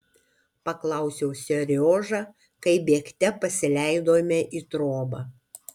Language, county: Lithuanian, Kaunas